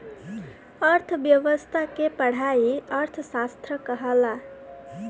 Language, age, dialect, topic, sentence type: Bhojpuri, 18-24, Southern / Standard, banking, statement